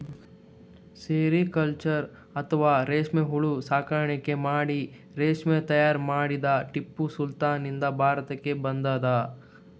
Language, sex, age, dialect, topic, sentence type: Kannada, male, 18-24, Northeastern, agriculture, statement